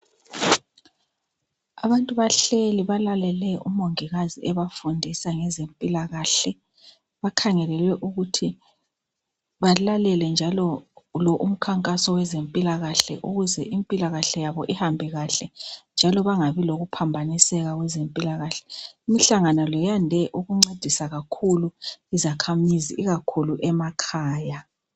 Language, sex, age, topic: North Ndebele, female, 36-49, health